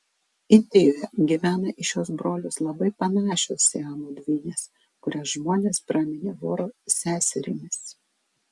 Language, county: Lithuanian, Vilnius